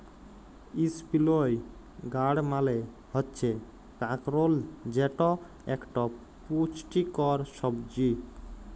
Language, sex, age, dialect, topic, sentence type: Bengali, male, 18-24, Jharkhandi, agriculture, statement